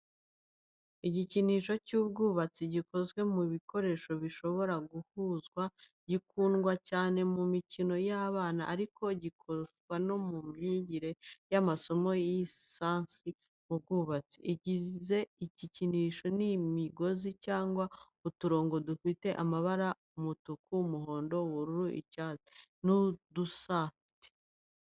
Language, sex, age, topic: Kinyarwanda, female, 36-49, education